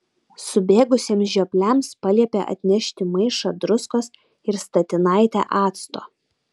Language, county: Lithuanian, Utena